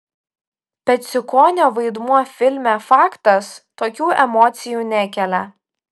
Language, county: Lithuanian, Utena